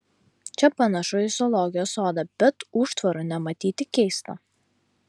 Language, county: Lithuanian, Vilnius